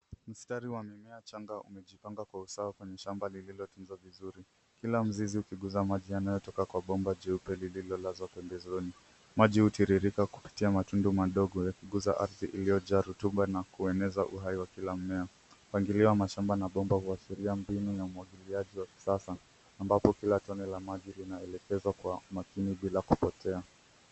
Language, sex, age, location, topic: Swahili, male, 18-24, Nairobi, agriculture